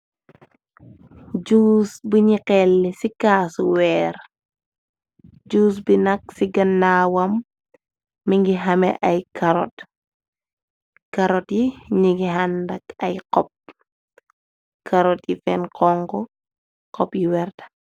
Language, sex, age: Wolof, female, 18-24